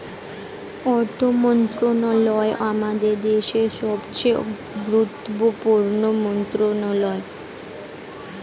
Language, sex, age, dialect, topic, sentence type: Bengali, female, 18-24, Standard Colloquial, banking, statement